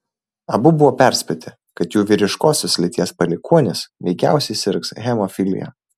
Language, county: Lithuanian, Vilnius